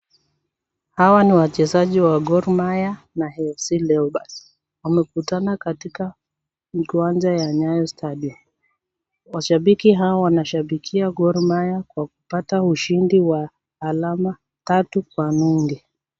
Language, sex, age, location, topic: Swahili, female, 36-49, Nakuru, government